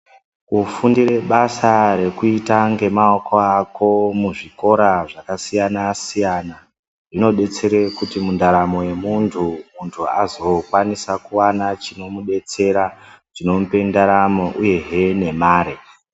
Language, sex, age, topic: Ndau, female, 25-35, education